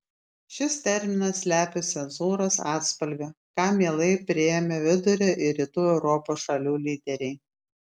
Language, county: Lithuanian, Klaipėda